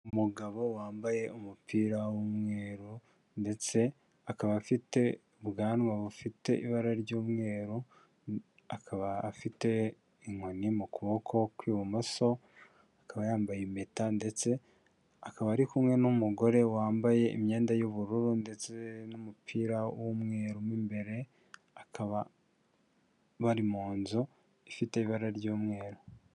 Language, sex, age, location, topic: Kinyarwanda, male, 18-24, Huye, health